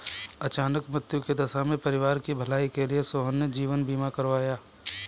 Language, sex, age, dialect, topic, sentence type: Hindi, male, 25-30, Kanauji Braj Bhasha, banking, statement